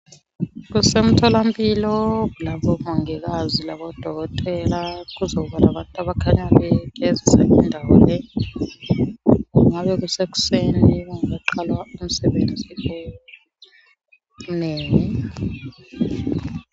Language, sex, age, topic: North Ndebele, female, 36-49, health